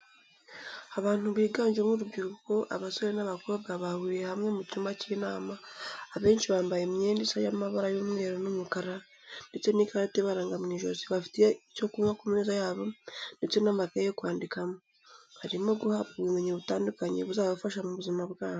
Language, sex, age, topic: Kinyarwanda, female, 18-24, education